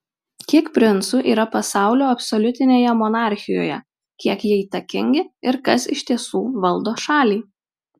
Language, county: Lithuanian, Marijampolė